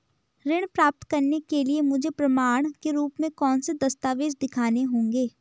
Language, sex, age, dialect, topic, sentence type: Hindi, female, 18-24, Garhwali, banking, statement